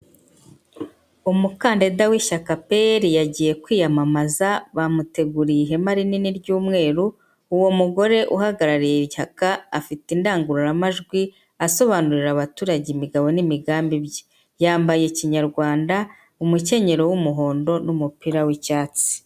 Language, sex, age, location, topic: Kinyarwanda, female, 50+, Kigali, government